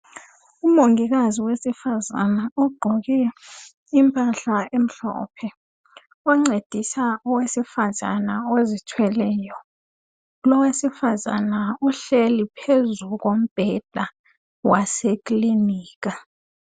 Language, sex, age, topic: North Ndebele, female, 25-35, health